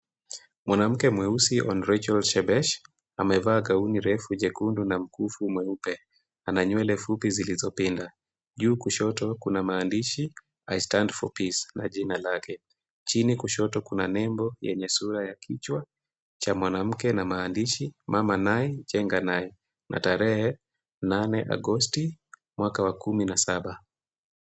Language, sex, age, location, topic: Swahili, female, 18-24, Kisumu, government